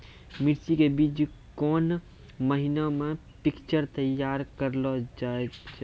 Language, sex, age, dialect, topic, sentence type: Maithili, male, 18-24, Angika, agriculture, question